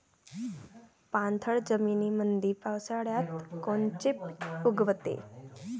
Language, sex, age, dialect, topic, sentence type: Marathi, female, 18-24, Varhadi, agriculture, question